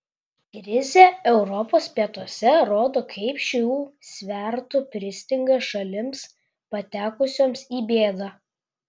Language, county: Lithuanian, Klaipėda